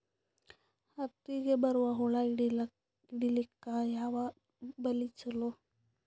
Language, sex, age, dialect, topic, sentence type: Kannada, female, 25-30, Northeastern, agriculture, question